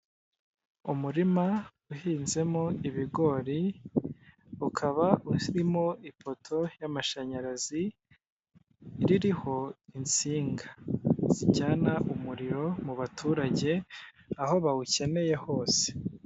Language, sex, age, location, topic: Kinyarwanda, male, 25-35, Kigali, government